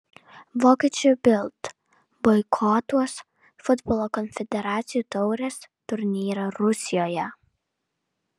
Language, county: Lithuanian, Vilnius